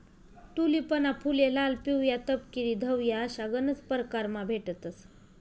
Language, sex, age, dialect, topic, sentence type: Marathi, female, 25-30, Northern Konkan, agriculture, statement